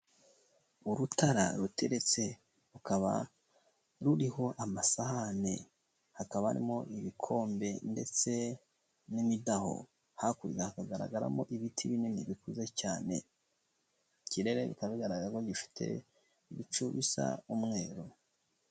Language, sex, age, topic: Kinyarwanda, male, 25-35, health